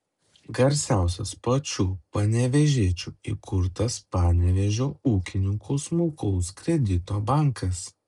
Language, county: Lithuanian, Klaipėda